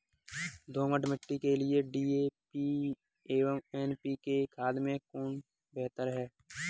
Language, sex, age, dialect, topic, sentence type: Hindi, male, 18-24, Kanauji Braj Bhasha, agriculture, question